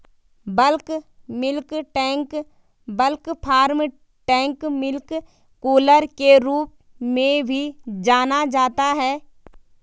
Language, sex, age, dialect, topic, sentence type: Hindi, female, 18-24, Garhwali, agriculture, statement